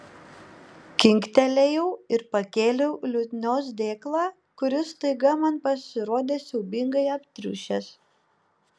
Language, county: Lithuanian, Panevėžys